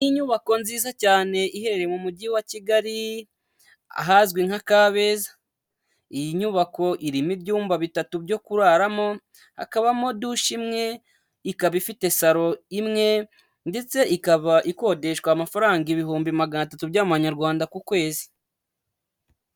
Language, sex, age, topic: Kinyarwanda, male, 25-35, finance